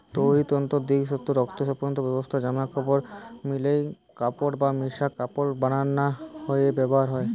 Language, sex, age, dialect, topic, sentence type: Bengali, male, 18-24, Western, agriculture, statement